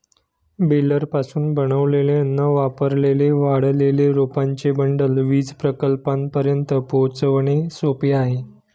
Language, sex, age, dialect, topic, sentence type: Marathi, male, 31-35, Standard Marathi, agriculture, statement